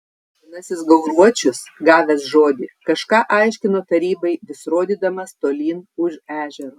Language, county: Lithuanian, Tauragė